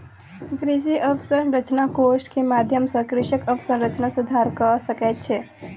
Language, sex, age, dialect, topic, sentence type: Maithili, female, 18-24, Southern/Standard, agriculture, statement